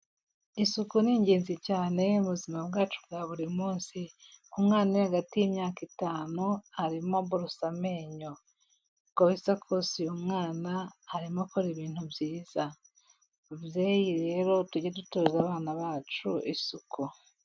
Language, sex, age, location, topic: Kinyarwanda, female, 18-24, Kigali, health